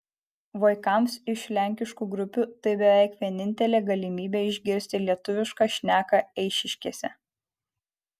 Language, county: Lithuanian, Kaunas